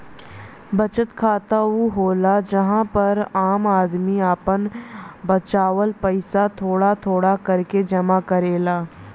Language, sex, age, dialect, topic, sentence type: Bhojpuri, female, 25-30, Western, banking, statement